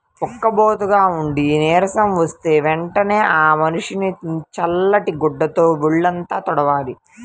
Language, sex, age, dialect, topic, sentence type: Telugu, female, 25-30, Central/Coastal, agriculture, statement